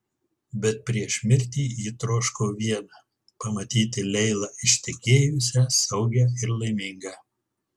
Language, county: Lithuanian, Kaunas